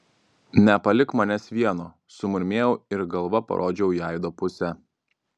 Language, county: Lithuanian, Klaipėda